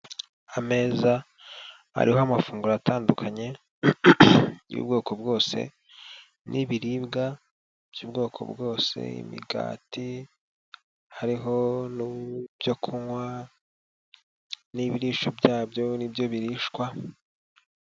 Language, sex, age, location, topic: Kinyarwanda, male, 18-24, Nyagatare, finance